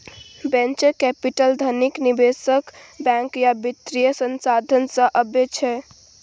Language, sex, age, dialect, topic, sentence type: Maithili, female, 18-24, Bajjika, banking, statement